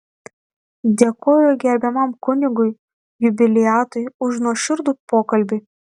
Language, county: Lithuanian, Tauragė